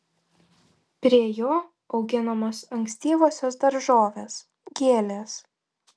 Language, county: Lithuanian, Telšiai